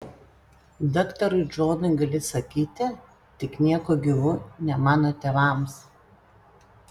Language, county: Lithuanian, Panevėžys